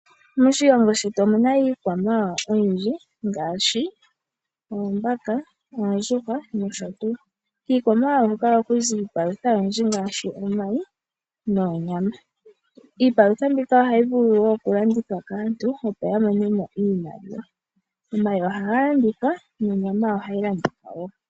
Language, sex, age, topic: Oshiwambo, female, 18-24, agriculture